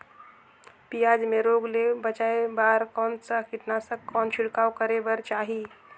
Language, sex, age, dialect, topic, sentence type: Chhattisgarhi, female, 25-30, Northern/Bhandar, agriculture, question